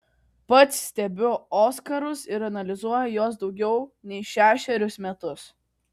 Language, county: Lithuanian, Kaunas